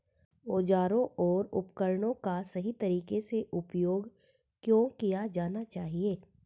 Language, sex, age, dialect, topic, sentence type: Hindi, female, 41-45, Hindustani Malvi Khadi Boli, agriculture, question